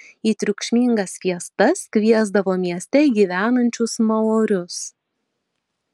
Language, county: Lithuanian, Vilnius